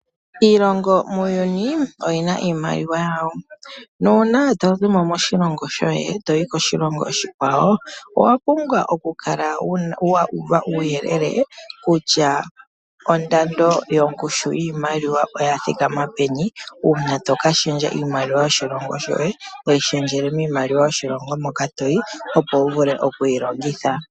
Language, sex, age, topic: Oshiwambo, male, 36-49, finance